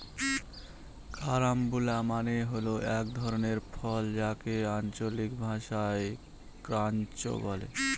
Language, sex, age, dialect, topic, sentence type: Bengali, male, 25-30, Northern/Varendri, agriculture, statement